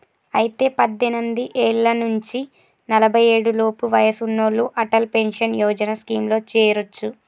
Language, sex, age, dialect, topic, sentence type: Telugu, female, 18-24, Telangana, banking, statement